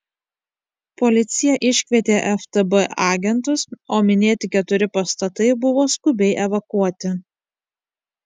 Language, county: Lithuanian, Kaunas